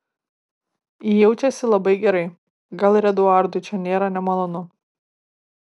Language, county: Lithuanian, Kaunas